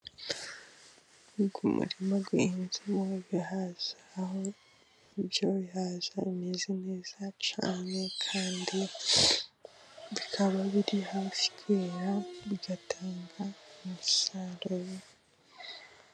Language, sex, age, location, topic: Kinyarwanda, female, 18-24, Musanze, agriculture